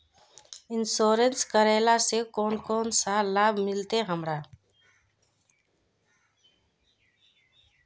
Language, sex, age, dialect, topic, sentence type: Magahi, female, 36-40, Northeastern/Surjapuri, banking, question